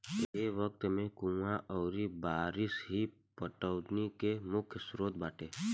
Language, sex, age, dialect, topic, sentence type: Bhojpuri, male, 18-24, Southern / Standard, agriculture, statement